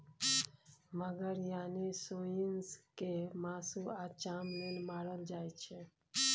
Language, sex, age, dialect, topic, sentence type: Maithili, female, 51-55, Bajjika, agriculture, statement